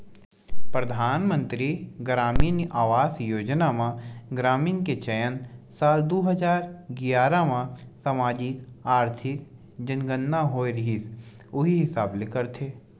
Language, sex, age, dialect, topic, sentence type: Chhattisgarhi, male, 18-24, Western/Budati/Khatahi, banking, statement